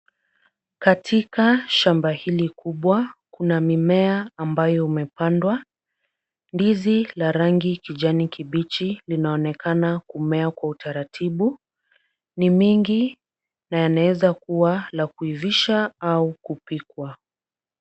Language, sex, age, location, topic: Swahili, female, 50+, Kisumu, agriculture